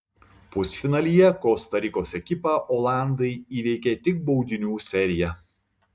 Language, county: Lithuanian, Šiauliai